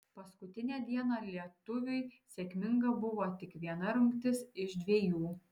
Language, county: Lithuanian, Šiauliai